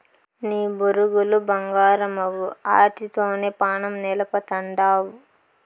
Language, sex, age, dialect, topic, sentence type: Telugu, female, 25-30, Southern, agriculture, statement